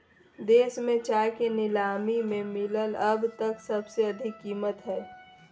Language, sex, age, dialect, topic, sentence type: Magahi, female, 25-30, Southern, agriculture, statement